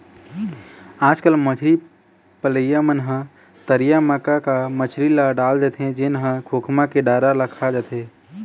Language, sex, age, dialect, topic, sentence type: Chhattisgarhi, male, 18-24, Eastern, agriculture, statement